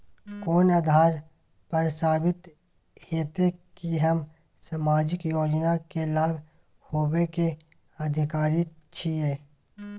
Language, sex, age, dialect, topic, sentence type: Maithili, male, 18-24, Bajjika, banking, question